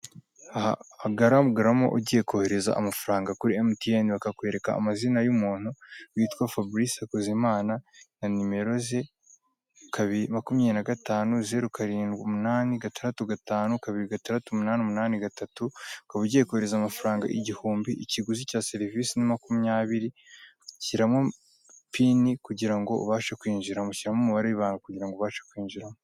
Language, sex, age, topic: Kinyarwanda, male, 18-24, finance